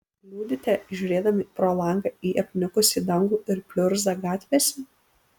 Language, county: Lithuanian, Panevėžys